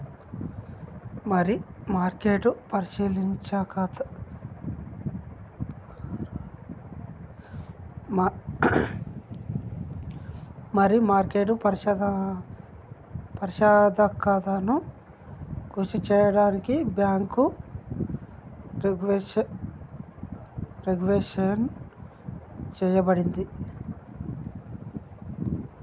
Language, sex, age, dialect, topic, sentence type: Telugu, male, 31-35, Telangana, banking, statement